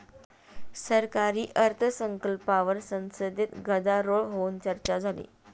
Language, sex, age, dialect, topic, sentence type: Marathi, female, 31-35, Standard Marathi, banking, statement